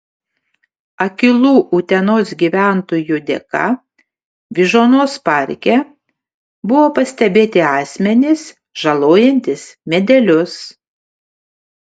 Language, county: Lithuanian, Panevėžys